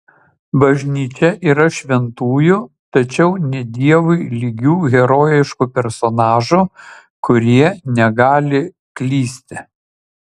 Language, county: Lithuanian, Utena